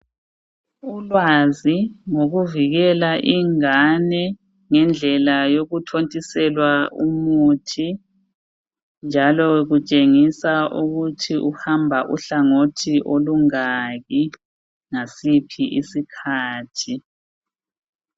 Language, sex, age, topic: North Ndebele, female, 36-49, health